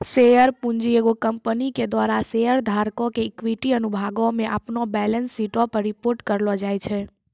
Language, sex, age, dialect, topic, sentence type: Maithili, male, 18-24, Angika, banking, statement